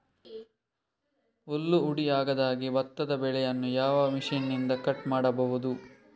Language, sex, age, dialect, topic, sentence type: Kannada, male, 25-30, Coastal/Dakshin, agriculture, question